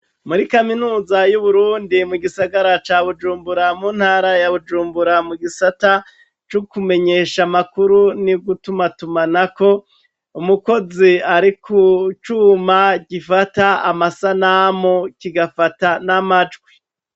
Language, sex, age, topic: Rundi, male, 36-49, education